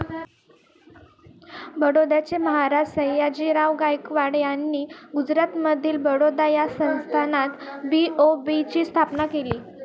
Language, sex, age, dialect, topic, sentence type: Marathi, female, 18-24, Northern Konkan, banking, statement